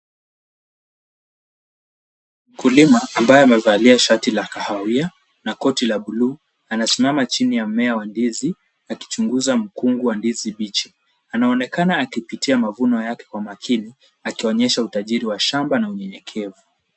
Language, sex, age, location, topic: Swahili, male, 18-24, Kisumu, agriculture